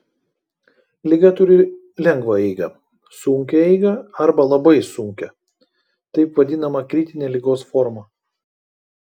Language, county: Lithuanian, Kaunas